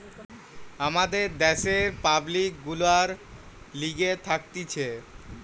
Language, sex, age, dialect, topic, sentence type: Bengali, male, <18, Western, banking, statement